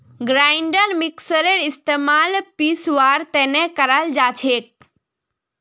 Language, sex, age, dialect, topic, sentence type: Magahi, female, 25-30, Northeastern/Surjapuri, agriculture, statement